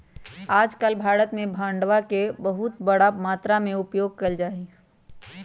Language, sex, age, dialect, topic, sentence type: Magahi, female, 36-40, Western, banking, statement